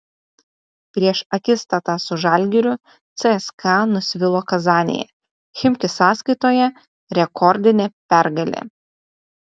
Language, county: Lithuanian, Utena